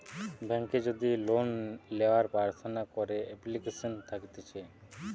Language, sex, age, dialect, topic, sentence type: Bengali, male, 31-35, Western, banking, statement